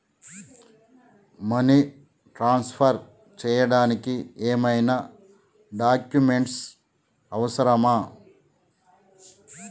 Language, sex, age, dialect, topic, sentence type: Telugu, male, 46-50, Telangana, banking, question